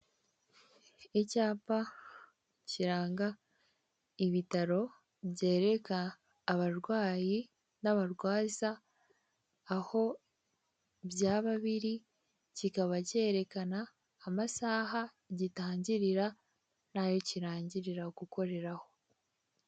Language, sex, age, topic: Kinyarwanda, female, 18-24, government